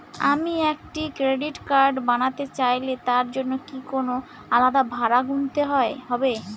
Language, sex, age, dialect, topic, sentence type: Bengali, female, 18-24, Northern/Varendri, banking, question